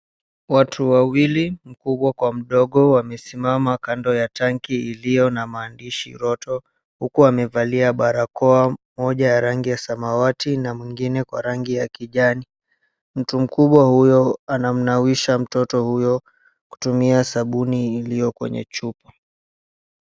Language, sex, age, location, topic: Swahili, male, 18-24, Mombasa, health